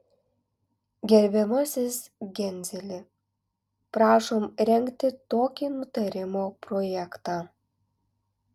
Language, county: Lithuanian, Alytus